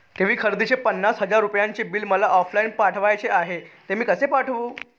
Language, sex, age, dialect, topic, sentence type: Marathi, male, 31-35, Northern Konkan, banking, question